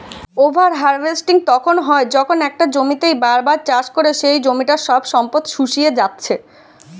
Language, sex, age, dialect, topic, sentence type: Bengali, female, 25-30, Western, agriculture, statement